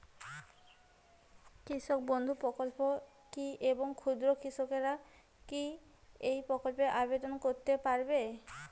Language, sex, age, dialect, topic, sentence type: Bengali, female, 25-30, Rajbangshi, agriculture, question